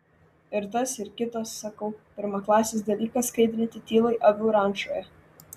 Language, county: Lithuanian, Vilnius